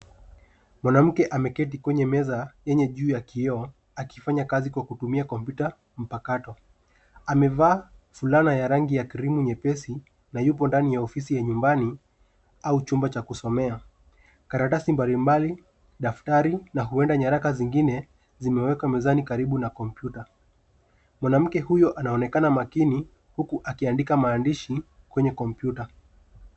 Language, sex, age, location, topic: Swahili, male, 18-24, Nairobi, education